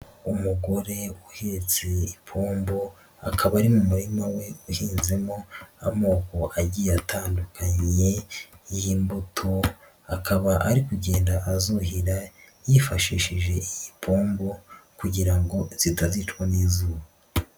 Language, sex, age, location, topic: Kinyarwanda, female, 18-24, Nyagatare, agriculture